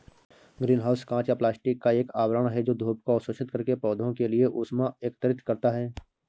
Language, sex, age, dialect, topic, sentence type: Hindi, male, 18-24, Awadhi Bundeli, agriculture, statement